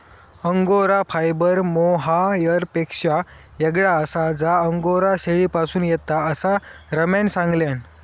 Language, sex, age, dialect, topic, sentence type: Marathi, male, 25-30, Southern Konkan, agriculture, statement